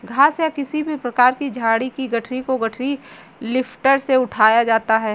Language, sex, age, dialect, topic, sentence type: Hindi, female, 18-24, Marwari Dhudhari, agriculture, statement